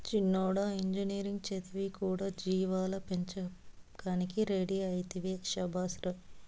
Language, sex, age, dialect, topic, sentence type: Telugu, female, 25-30, Southern, agriculture, statement